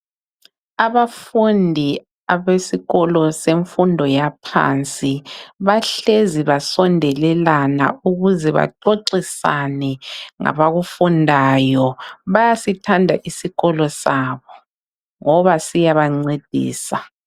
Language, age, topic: North Ndebele, 36-49, education